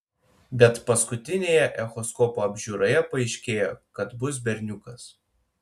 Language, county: Lithuanian, Panevėžys